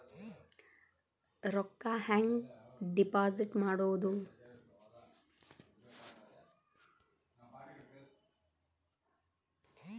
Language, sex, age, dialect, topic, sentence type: Kannada, female, 31-35, Dharwad Kannada, banking, question